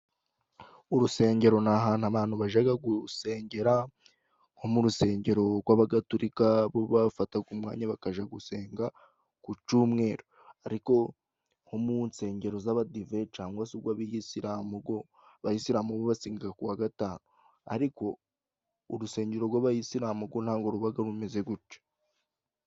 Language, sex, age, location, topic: Kinyarwanda, male, 25-35, Musanze, government